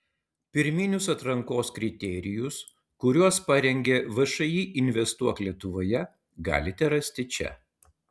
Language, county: Lithuanian, Utena